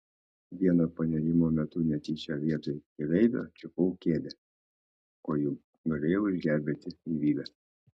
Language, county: Lithuanian, Kaunas